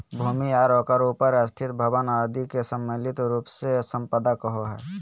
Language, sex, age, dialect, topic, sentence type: Magahi, male, 25-30, Southern, banking, statement